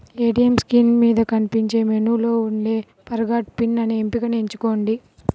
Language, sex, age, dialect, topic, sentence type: Telugu, female, 25-30, Central/Coastal, banking, statement